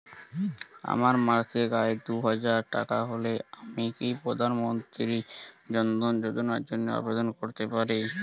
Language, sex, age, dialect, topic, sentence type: Bengali, male, 18-24, Jharkhandi, banking, question